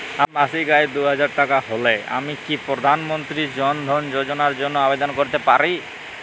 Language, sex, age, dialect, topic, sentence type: Bengali, male, 18-24, Jharkhandi, banking, question